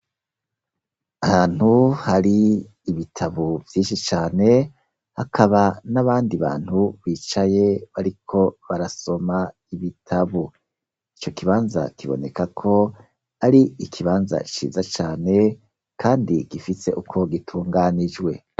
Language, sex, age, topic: Rundi, male, 36-49, education